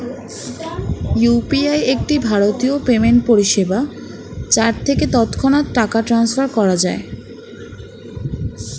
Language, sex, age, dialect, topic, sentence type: Bengali, female, 18-24, Standard Colloquial, banking, statement